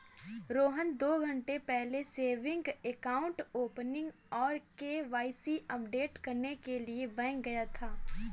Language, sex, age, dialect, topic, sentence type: Hindi, female, 18-24, Kanauji Braj Bhasha, banking, statement